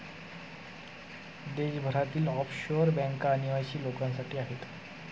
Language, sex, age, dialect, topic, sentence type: Marathi, male, 25-30, Standard Marathi, banking, statement